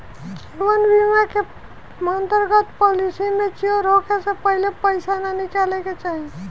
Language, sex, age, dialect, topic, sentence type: Bhojpuri, female, 18-24, Southern / Standard, banking, statement